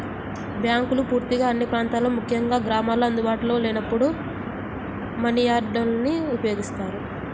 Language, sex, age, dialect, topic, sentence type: Telugu, female, 18-24, Central/Coastal, banking, statement